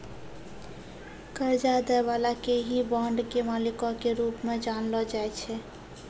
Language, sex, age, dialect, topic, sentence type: Maithili, female, 18-24, Angika, banking, statement